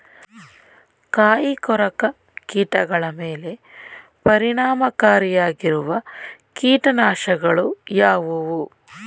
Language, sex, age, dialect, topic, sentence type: Kannada, female, 31-35, Mysore Kannada, agriculture, question